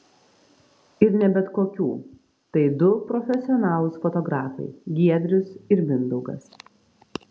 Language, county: Lithuanian, Vilnius